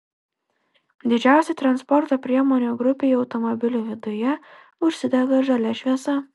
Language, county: Lithuanian, Klaipėda